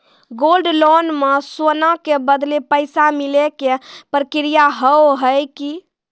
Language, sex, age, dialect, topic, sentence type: Maithili, female, 18-24, Angika, banking, question